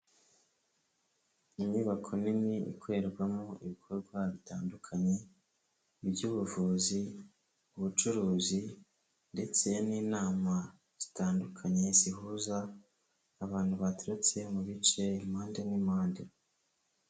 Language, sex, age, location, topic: Kinyarwanda, male, 25-35, Huye, health